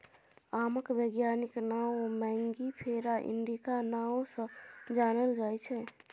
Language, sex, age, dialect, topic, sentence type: Maithili, female, 18-24, Bajjika, agriculture, statement